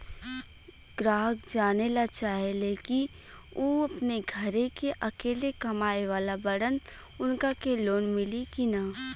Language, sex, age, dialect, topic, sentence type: Bhojpuri, female, 18-24, Western, banking, question